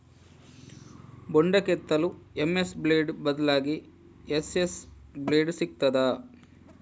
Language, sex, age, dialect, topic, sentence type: Kannada, male, 56-60, Coastal/Dakshin, agriculture, question